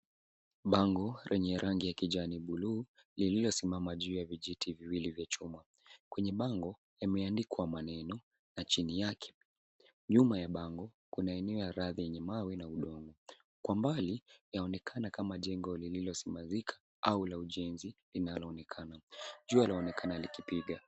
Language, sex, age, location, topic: Swahili, male, 18-24, Nairobi, finance